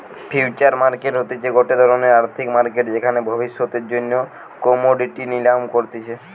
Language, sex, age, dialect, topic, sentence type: Bengali, male, 18-24, Western, banking, statement